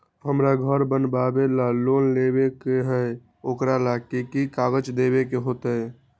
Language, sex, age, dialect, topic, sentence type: Magahi, male, 18-24, Western, banking, question